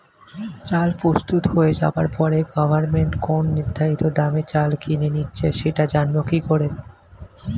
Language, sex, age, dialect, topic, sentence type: Bengali, male, 25-30, Standard Colloquial, agriculture, question